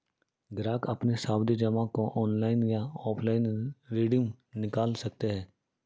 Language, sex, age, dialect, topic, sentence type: Hindi, male, 31-35, Marwari Dhudhari, banking, statement